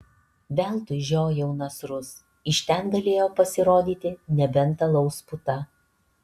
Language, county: Lithuanian, Alytus